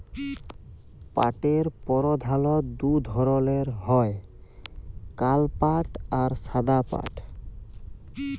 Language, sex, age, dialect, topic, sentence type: Bengali, male, 18-24, Jharkhandi, agriculture, statement